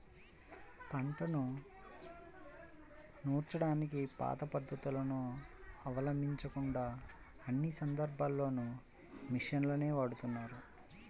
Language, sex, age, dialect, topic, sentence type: Telugu, male, 25-30, Central/Coastal, agriculture, statement